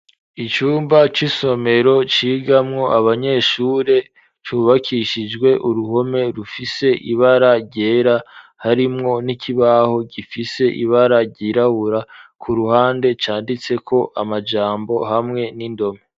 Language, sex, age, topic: Rundi, male, 25-35, education